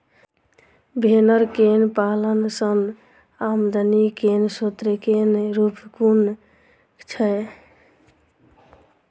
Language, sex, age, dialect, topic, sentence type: Maithili, female, 31-35, Southern/Standard, agriculture, question